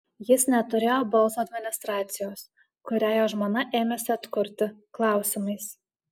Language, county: Lithuanian, Alytus